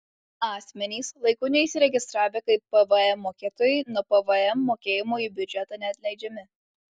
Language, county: Lithuanian, Alytus